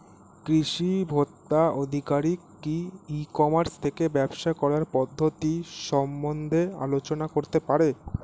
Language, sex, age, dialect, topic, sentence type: Bengali, male, 18-24, Standard Colloquial, agriculture, question